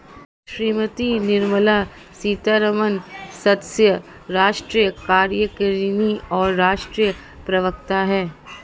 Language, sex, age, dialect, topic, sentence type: Hindi, female, 60-100, Marwari Dhudhari, banking, statement